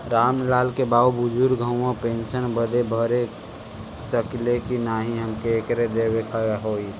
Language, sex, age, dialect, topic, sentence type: Bhojpuri, female, 36-40, Western, banking, question